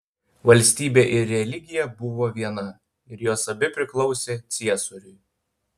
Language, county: Lithuanian, Panevėžys